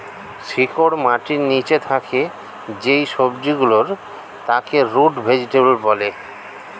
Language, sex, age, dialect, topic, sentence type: Bengali, male, 36-40, Standard Colloquial, agriculture, statement